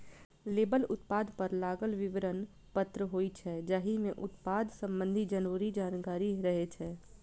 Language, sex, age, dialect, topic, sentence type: Maithili, female, 31-35, Eastern / Thethi, banking, statement